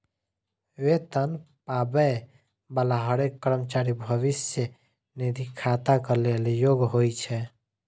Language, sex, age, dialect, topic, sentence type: Maithili, female, 18-24, Eastern / Thethi, banking, statement